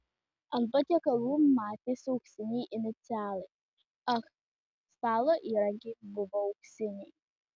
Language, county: Lithuanian, Klaipėda